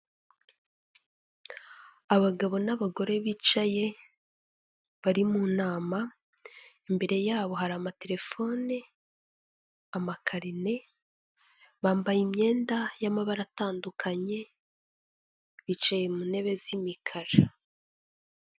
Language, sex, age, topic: Kinyarwanda, female, 25-35, government